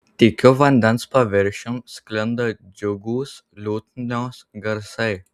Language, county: Lithuanian, Marijampolė